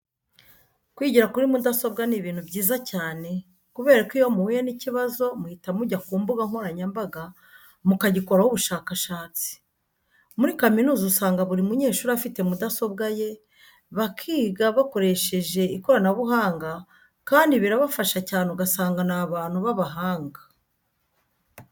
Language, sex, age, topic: Kinyarwanda, female, 50+, education